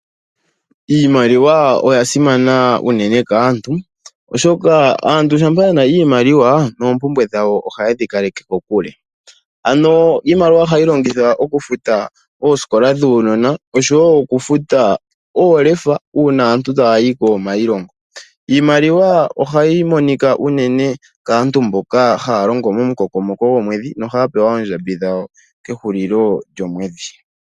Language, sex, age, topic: Oshiwambo, male, 18-24, finance